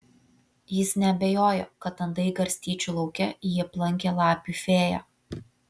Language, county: Lithuanian, Vilnius